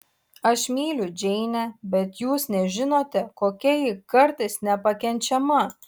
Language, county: Lithuanian, Utena